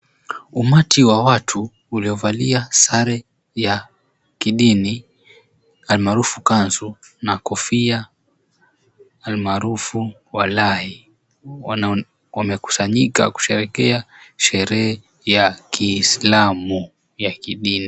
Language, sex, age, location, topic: Swahili, male, 18-24, Mombasa, government